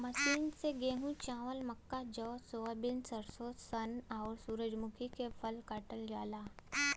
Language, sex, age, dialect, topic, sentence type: Bhojpuri, female, 18-24, Western, agriculture, statement